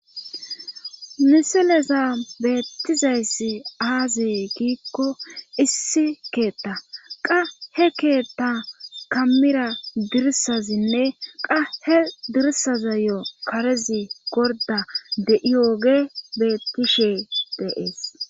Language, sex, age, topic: Gamo, female, 25-35, government